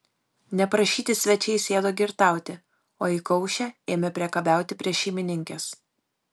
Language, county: Lithuanian, Kaunas